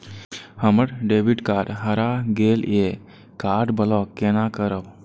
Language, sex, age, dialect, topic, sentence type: Maithili, male, 18-24, Eastern / Thethi, banking, question